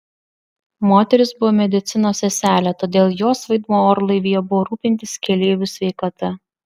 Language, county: Lithuanian, Vilnius